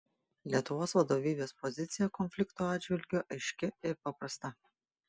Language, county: Lithuanian, Panevėžys